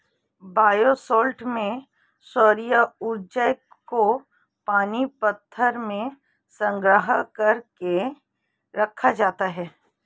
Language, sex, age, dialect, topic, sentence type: Hindi, female, 36-40, Marwari Dhudhari, agriculture, statement